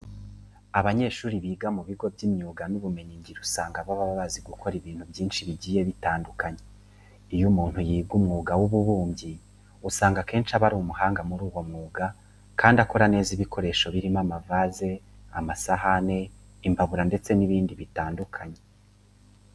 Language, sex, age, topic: Kinyarwanda, male, 25-35, education